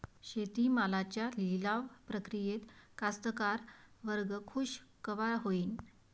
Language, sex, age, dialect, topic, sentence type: Marathi, female, 31-35, Varhadi, agriculture, question